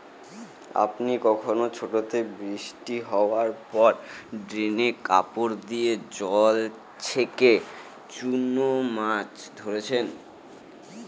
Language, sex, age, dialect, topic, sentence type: Bengali, male, 18-24, Northern/Varendri, agriculture, statement